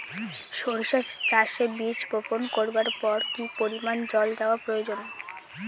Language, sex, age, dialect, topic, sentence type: Bengali, female, <18, Northern/Varendri, agriculture, question